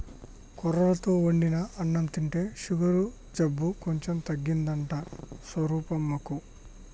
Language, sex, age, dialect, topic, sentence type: Telugu, male, 25-30, Telangana, agriculture, statement